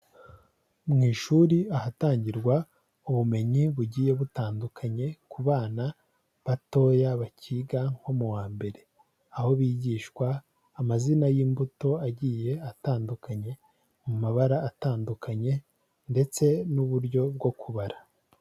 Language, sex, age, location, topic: Kinyarwanda, male, 18-24, Huye, education